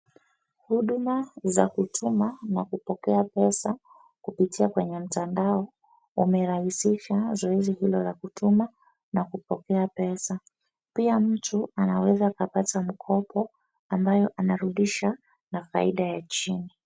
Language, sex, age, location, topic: Swahili, female, 25-35, Wajir, finance